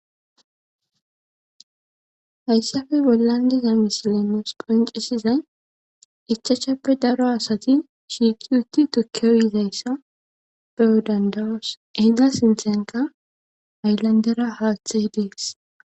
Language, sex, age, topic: Gamo, female, 18-24, government